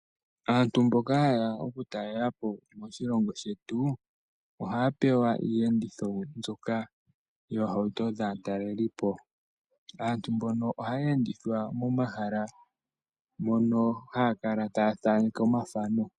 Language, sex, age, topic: Oshiwambo, male, 18-24, agriculture